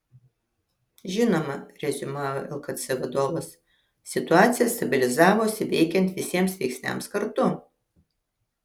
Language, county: Lithuanian, Kaunas